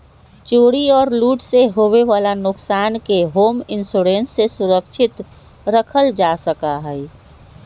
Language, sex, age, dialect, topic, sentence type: Magahi, female, 36-40, Western, banking, statement